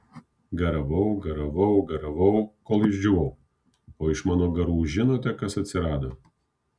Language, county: Lithuanian, Kaunas